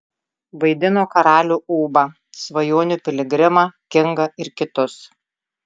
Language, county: Lithuanian, Tauragė